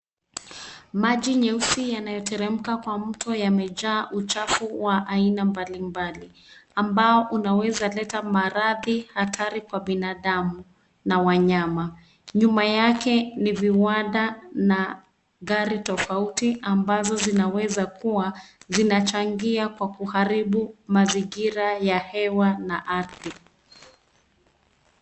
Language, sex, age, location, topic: Swahili, female, 36-49, Nairobi, government